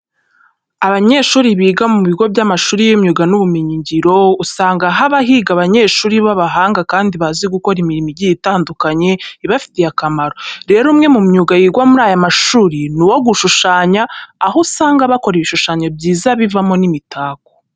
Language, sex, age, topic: Kinyarwanda, female, 18-24, education